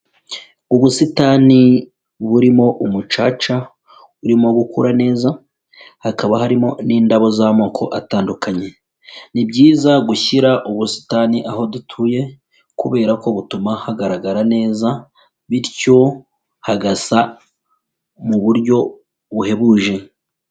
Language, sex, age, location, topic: Kinyarwanda, female, 25-35, Kigali, agriculture